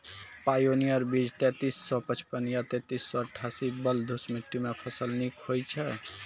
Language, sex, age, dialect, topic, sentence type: Maithili, male, 56-60, Angika, agriculture, question